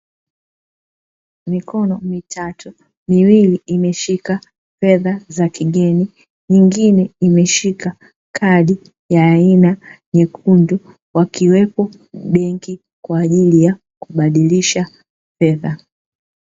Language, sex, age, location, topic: Swahili, female, 36-49, Dar es Salaam, finance